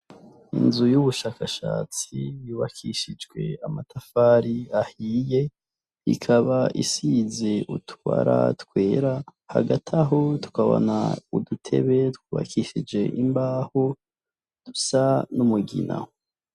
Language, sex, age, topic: Rundi, male, 25-35, education